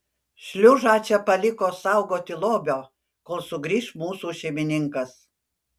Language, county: Lithuanian, Panevėžys